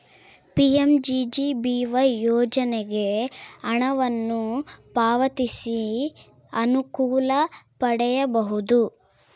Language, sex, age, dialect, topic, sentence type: Kannada, female, 18-24, Central, banking, statement